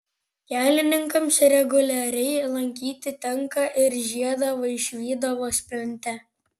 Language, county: Lithuanian, Panevėžys